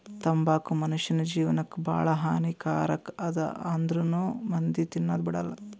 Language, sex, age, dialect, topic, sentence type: Kannada, male, 18-24, Northeastern, agriculture, statement